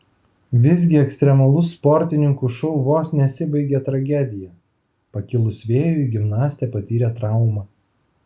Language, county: Lithuanian, Vilnius